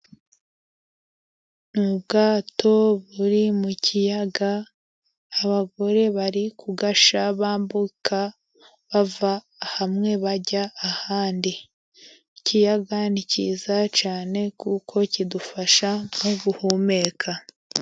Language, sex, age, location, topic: Kinyarwanda, female, 25-35, Musanze, government